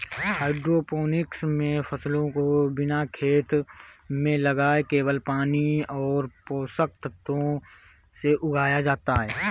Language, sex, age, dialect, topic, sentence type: Hindi, male, 18-24, Awadhi Bundeli, agriculture, statement